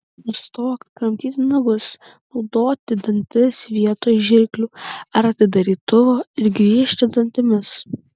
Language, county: Lithuanian, Kaunas